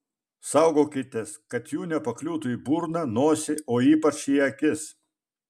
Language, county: Lithuanian, Vilnius